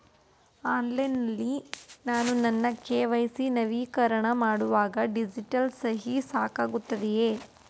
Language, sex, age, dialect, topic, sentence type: Kannada, female, 18-24, Mysore Kannada, banking, question